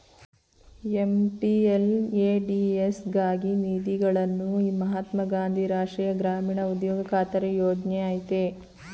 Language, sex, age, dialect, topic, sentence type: Kannada, female, 31-35, Mysore Kannada, banking, statement